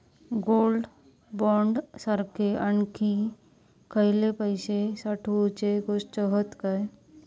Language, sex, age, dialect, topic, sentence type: Marathi, female, 31-35, Southern Konkan, banking, question